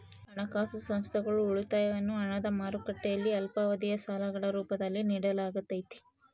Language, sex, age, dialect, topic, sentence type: Kannada, female, 18-24, Central, banking, statement